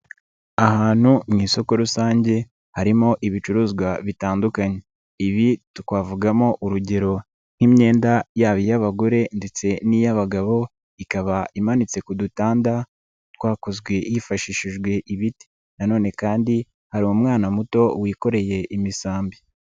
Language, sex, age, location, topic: Kinyarwanda, male, 25-35, Nyagatare, finance